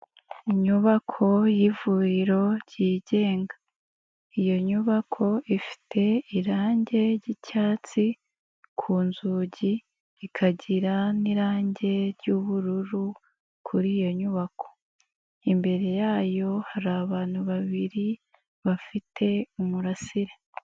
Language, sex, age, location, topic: Kinyarwanda, female, 18-24, Nyagatare, health